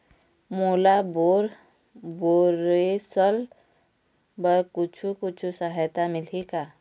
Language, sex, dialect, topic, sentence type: Chhattisgarhi, female, Eastern, agriculture, question